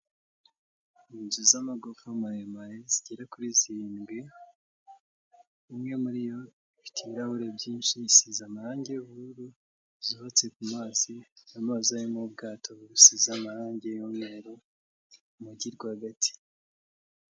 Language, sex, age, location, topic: Kinyarwanda, male, 18-24, Kigali, health